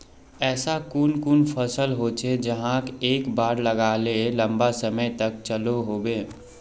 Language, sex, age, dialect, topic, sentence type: Magahi, male, 18-24, Northeastern/Surjapuri, agriculture, question